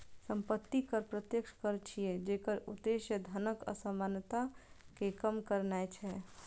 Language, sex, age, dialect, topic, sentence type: Maithili, female, 25-30, Eastern / Thethi, banking, statement